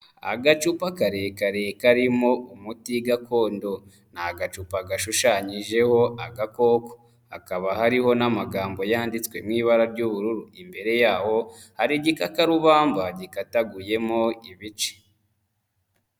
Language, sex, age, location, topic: Kinyarwanda, male, 25-35, Huye, health